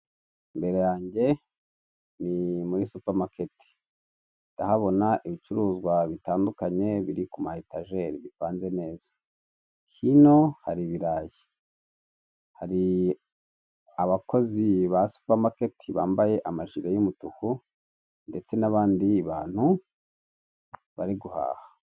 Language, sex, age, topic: Kinyarwanda, male, 18-24, finance